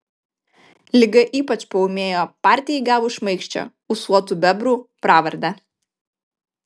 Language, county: Lithuanian, Kaunas